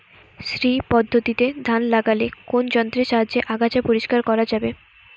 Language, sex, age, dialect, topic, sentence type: Bengali, female, 18-24, Northern/Varendri, agriculture, question